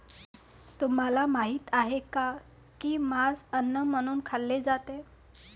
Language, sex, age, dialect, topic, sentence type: Marathi, female, 31-35, Varhadi, agriculture, statement